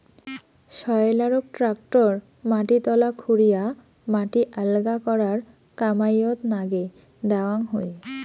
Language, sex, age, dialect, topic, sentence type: Bengali, female, 25-30, Rajbangshi, agriculture, statement